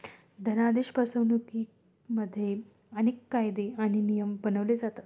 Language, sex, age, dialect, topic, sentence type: Marathi, female, 31-35, Standard Marathi, banking, statement